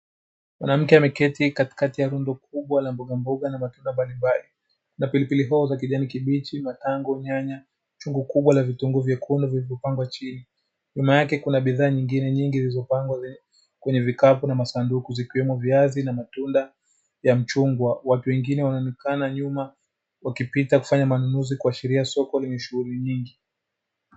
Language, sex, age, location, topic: Swahili, male, 25-35, Dar es Salaam, finance